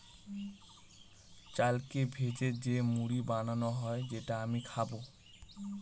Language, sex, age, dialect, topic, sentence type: Bengali, male, 18-24, Northern/Varendri, agriculture, statement